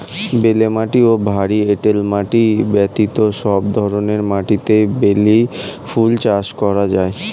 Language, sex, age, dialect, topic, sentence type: Bengali, male, 18-24, Standard Colloquial, agriculture, statement